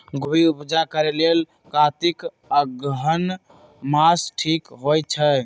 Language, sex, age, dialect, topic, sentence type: Magahi, male, 18-24, Western, agriculture, statement